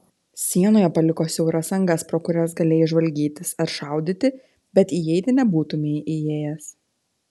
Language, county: Lithuanian, Telšiai